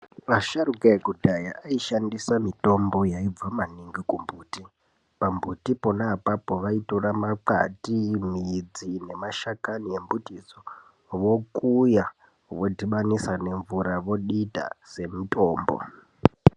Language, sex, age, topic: Ndau, male, 18-24, health